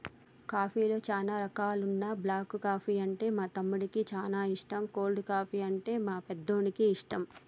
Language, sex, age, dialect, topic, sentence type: Telugu, female, 31-35, Telangana, agriculture, statement